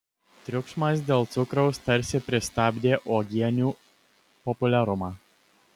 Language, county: Lithuanian, Kaunas